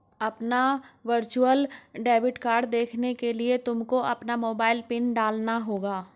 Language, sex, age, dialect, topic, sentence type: Hindi, female, 60-100, Hindustani Malvi Khadi Boli, banking, statement